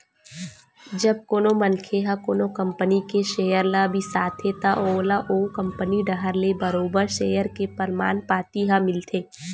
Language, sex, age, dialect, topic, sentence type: Chhattisgarhi, female, 18-24, Western/Budati/Khatahi, banking, statement